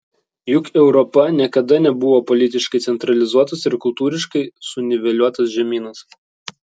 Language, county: Lithuanian, Vilnius